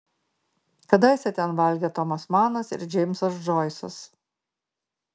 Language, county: Lithuanian, Marijampolė